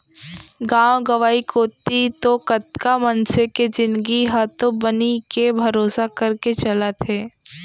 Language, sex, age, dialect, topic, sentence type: Chhattisgarhi, female, 18-24, Central, banking, statement